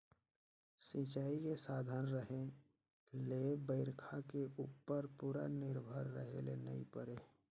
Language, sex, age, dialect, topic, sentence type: Chhattisgarhi, male, 56-60, Northern/Bhandar, agriculture, statement